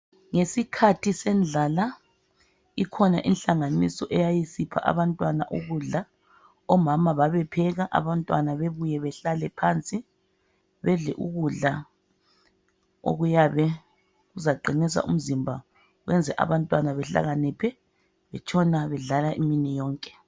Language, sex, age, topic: North Ndebele, female, 25-35, health